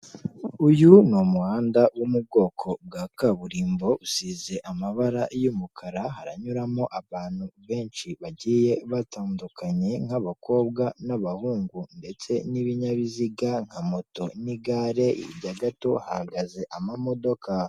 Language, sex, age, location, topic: Kinyarwanda, female, 18-24, Kigali, government